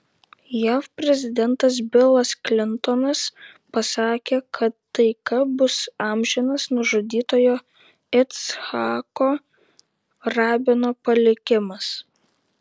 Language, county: Lithuanian, Vilnius